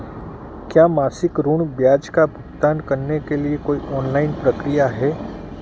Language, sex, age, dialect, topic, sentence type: Hindi, male, 41-45, Marwari Dhudhari, banking, question